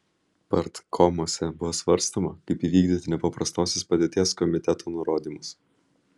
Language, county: Lithuanian, Vilnius